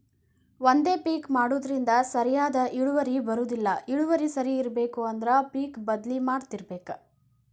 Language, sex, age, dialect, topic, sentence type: Kannada, female, 25-30, Dharwad Kannada, agriculture, statement